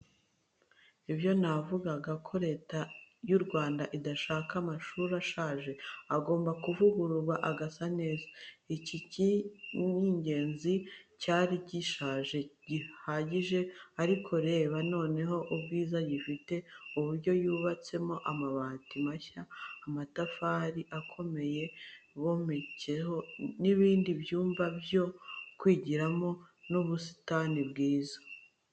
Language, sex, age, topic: Kinyarwanda, female, 36-49, education